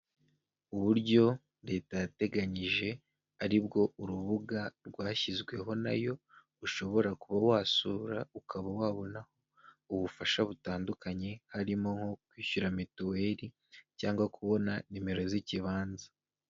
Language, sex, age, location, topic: Kinyarwanda, male, 18-24, Kigali, government